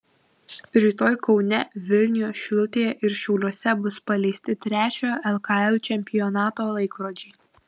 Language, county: Lithuanian, Kaunas